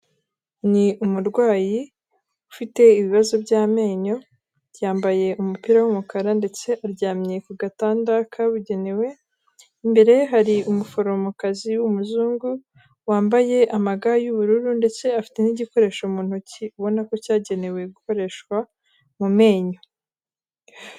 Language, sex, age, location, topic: Kinyarwanda, female, 18-24, Kigali, health